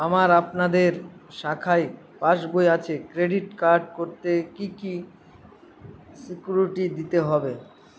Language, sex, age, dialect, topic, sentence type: Bengali, male, 25-30, Northern/Varendri, banking, question